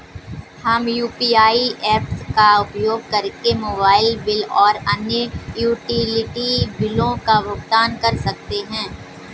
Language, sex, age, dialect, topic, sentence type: Hindi, female, 18-24, Kanauji Braj Bhasha, banking, statement